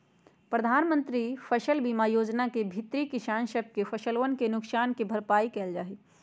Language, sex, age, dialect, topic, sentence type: Magahi, female, 56-60, Western, agriculture, statement